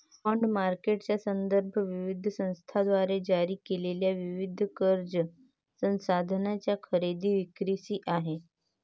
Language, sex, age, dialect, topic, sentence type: Marathi, female, 18-24, Varhadi, banking, statement